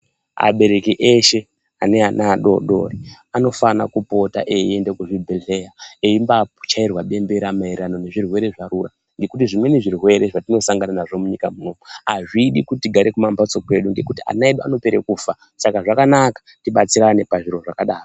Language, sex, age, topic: Ndau, male, 25-35, health